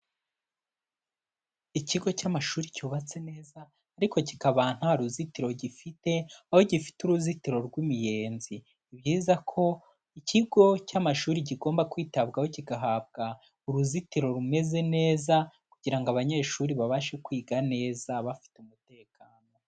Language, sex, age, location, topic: Kinyarwanda, male, 18-24, Kigali, education